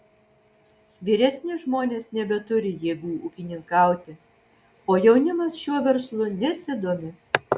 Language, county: Lithuanian, Vilnius